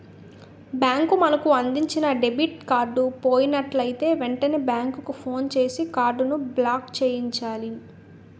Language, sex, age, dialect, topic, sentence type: Telugu, female, 18-24, Utterandhra, banking, statement